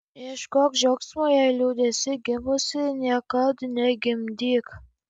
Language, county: Lithuanian, Kaunas